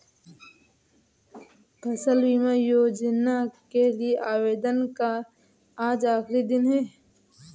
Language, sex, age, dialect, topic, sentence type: Hindi, female, 18-24, Awadhi Bundeli, banking, statement